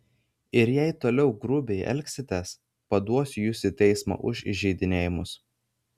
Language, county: Lithuanian, Vilnius